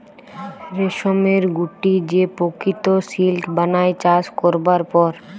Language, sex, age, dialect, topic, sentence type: Bengali, female, 18-24, Western, agriculture, statement